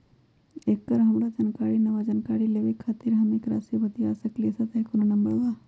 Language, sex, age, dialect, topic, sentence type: Magahi, female, 51-55, Western, banking, question